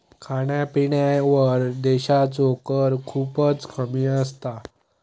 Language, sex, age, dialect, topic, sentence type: Marathi, male, 25-30, Southern Konkan, banking, statement